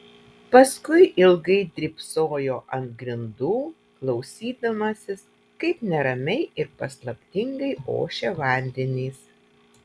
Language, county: Lithuanian, Utena